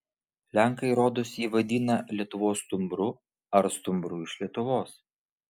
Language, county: Lithuanian, Vilnius